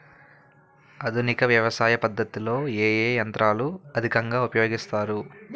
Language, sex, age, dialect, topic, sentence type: Telugu, male, 18-24, Utterandhra, agriculture, question